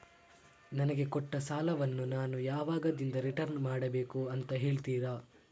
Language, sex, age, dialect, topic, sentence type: Kannada, male, 36-40, Coastal/Dakshin, banking, question